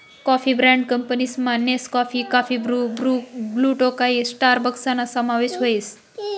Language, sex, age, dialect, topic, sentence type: Marathi, female, 25-30, Northern Konkan, agriculture, statement